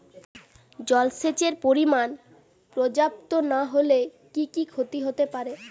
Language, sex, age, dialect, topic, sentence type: Bengali, female, 18-24, Northern/Varendri, agriculture, question